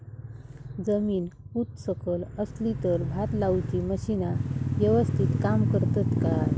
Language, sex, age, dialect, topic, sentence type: Marathi, female, 18-24, Southern Konkan, agriculture, question